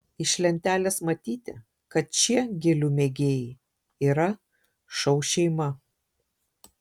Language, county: Lithuanian, Šiauliai